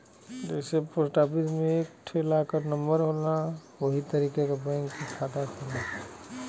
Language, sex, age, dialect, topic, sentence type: Bhojpuri, male, 31-35, Western, banking, statement